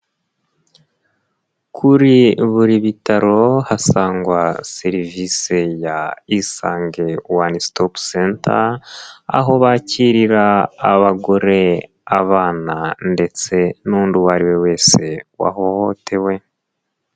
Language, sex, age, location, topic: Kinyarwanda, male, 18-24, Nyagatare, health